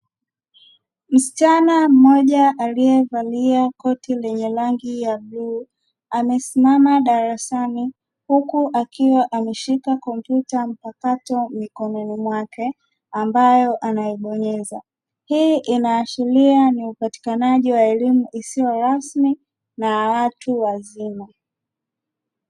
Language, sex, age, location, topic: Swahili, female, 25-35, Dar es Salaam, education